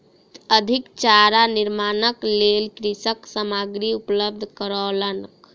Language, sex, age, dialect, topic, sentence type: Maithili, female, 18-24, Southern/Standard, agriculture, statement